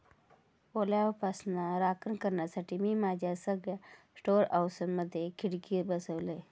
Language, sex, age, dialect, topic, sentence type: Marathi, female, 31-35, Southern Konkan, agriculture, statement